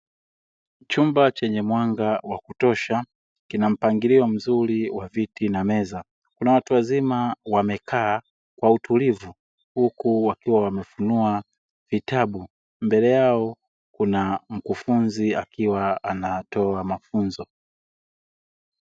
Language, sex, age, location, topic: Swahili, male, 25-35, Dar es Salaam, education